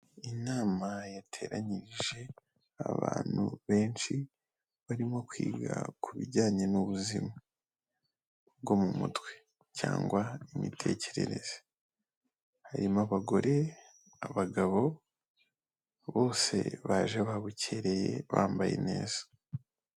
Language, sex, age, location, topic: Kinyarwanda, male, 18-24, Kigali, health